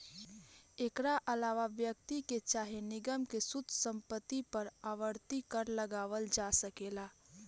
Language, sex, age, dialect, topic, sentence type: Bhojpuri, female, 18-24, Southern / Standard, banking, statement